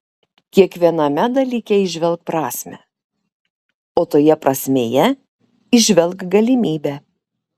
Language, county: Lithuanian, Šiauliai